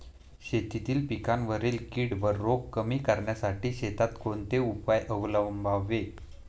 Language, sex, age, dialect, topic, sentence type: Marathi, male, 18-24, Standard Marathi, agriculture, question